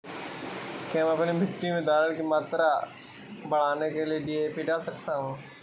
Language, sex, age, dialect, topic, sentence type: Hindi, male, 25-30, Awadhi Bundeli, agriculture, question